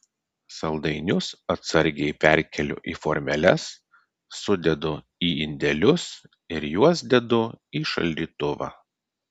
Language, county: Lithuanian, Klaipėda